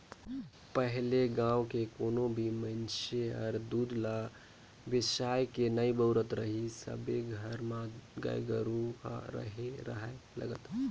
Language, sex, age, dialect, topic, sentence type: Chhattisgarhi, male, 25-30, Northern/Bhandar, agriculture, statement